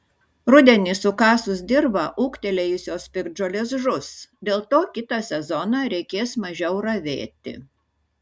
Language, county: Lithuanian, Šiauliai